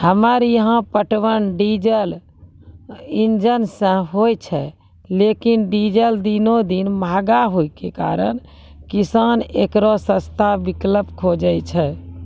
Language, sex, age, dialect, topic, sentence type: Maithili, female, 41-45, Angika, agriculture, question